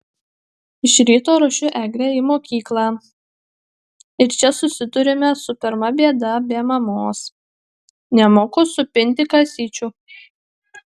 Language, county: Lithuanian, Klaipėda